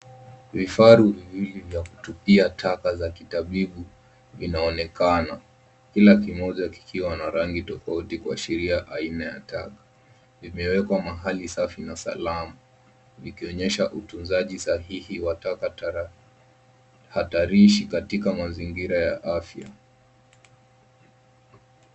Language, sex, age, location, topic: Swahili, male, 18-24, Nairobi, health